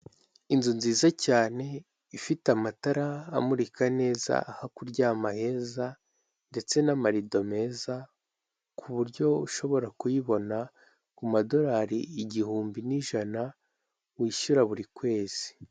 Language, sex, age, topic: Kinyarwanda, male, 18-24, finance